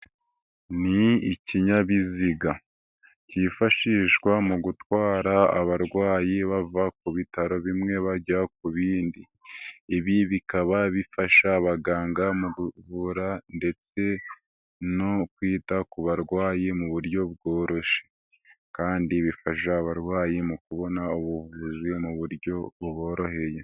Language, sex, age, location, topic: Kinyarwanda, female, 18-24, Nyagatare, health